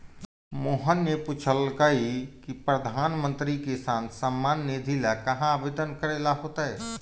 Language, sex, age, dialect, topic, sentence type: Magahi, male, 31-35, Western, agriculture, statement